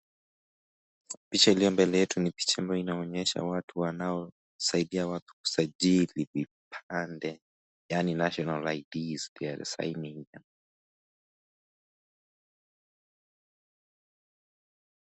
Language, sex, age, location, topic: Swahili, male, 18-24, Nakuru, government